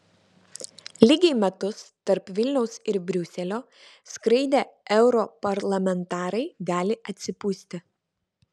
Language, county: Lithuanian, Vilnius